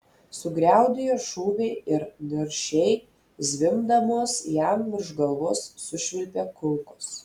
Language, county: Lithuanian, Telšiai